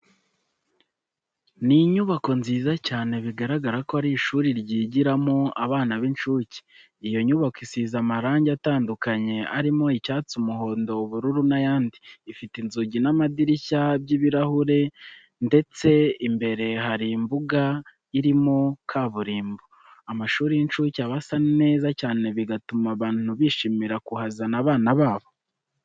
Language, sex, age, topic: Kinyarwanda, male, 18-24, education